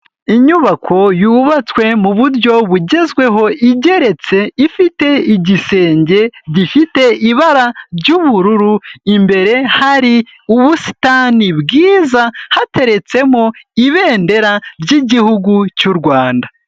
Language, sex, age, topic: Kinyarwanda, male, 18-24, health